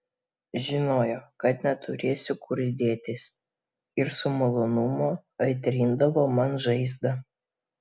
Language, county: Lithuanian, Vilnius